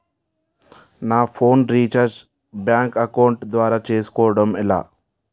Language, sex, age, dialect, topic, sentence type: Telugu, male, 18-24, Utterandhra, banking, question